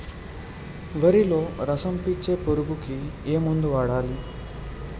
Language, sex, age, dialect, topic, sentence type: Telugu, male, 18-24, Utterandhra, agriculture, question